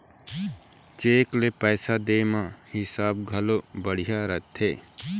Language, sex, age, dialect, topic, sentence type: Chhattisgarhi, male, 18-24, Eastern, banking, statement